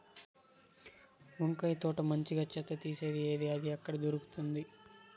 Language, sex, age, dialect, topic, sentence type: Telugu, male, 41-45, Southern, agriculture, question